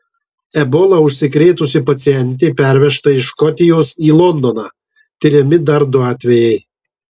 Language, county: Lithuanian, Marijampolė